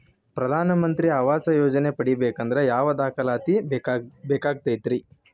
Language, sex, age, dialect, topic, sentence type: Kannada, male, 25-30, Dharwad Kannada, banking, question